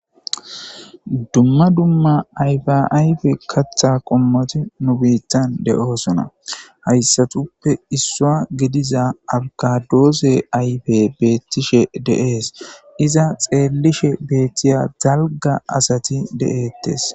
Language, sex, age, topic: Gamo, male, 25-35, government